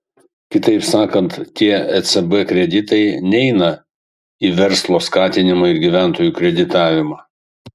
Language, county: Lithuanian, Kaunas